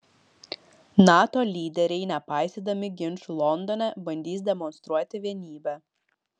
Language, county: Lithuanian, Vilnius